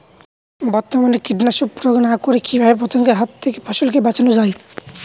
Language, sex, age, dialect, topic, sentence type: Bengali, male, 25-30, Northern/Varendri, agriculture, question